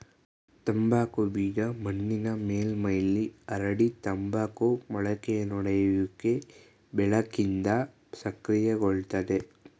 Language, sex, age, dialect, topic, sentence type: Kannada, male, 18-24, Mysore Kannada, agriculture, statement